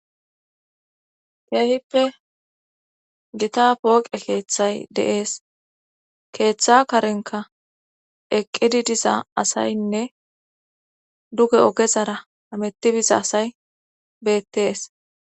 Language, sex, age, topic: Gamo, female, 25-35, government